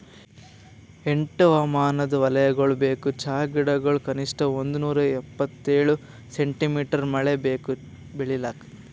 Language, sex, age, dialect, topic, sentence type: Kannada, male, 18-24, Northeastern, agriculture, statement